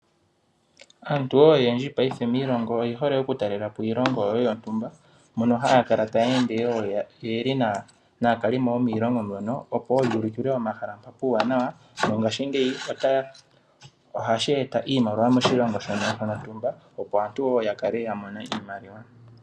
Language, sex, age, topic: Oshiwambo, male, 18-24, agriculture